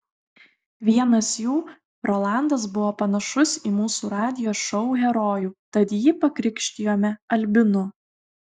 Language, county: Lithuanian, Kaunas